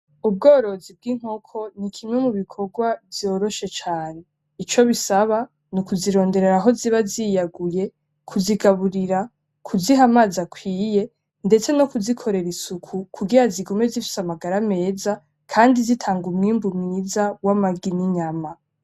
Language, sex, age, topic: Rundi, female, 18-24, agriculture